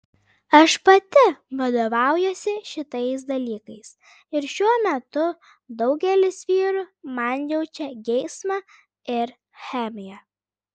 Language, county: Lithuanian, Klaipėda